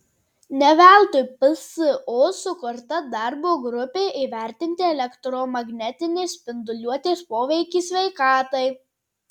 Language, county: Lithuanian, Tauragė